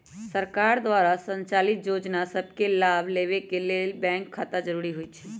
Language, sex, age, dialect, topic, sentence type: Magahi, female, 25-30, Western, banking, statement